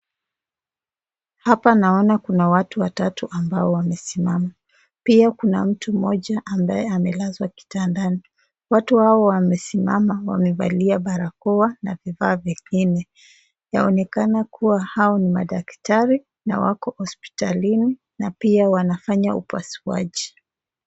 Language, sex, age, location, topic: Swahili, female, 25-35, Nakuru, health